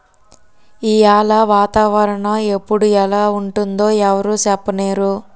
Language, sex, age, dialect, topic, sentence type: Telugu, male, 60-100, Utterandhra, agriculture, statement